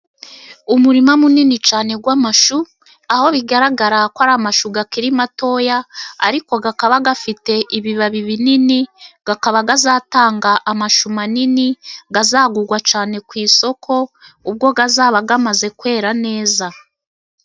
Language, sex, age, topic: Kinyarwanda, female, 36-49, agriculture